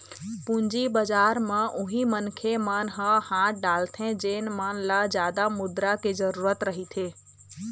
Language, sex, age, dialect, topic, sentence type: Chhattisgarhi, female, 25-30, Eastern, banking, statement